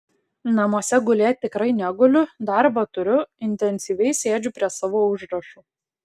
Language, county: Lithuanian, Klaipėda